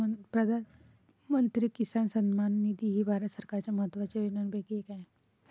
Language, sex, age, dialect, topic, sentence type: Marathi, female, 25-30, Varhadi, agriculture, statement